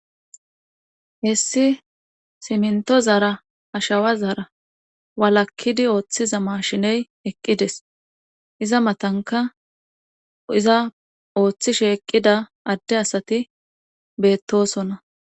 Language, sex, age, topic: Gamo, female, 25-35, government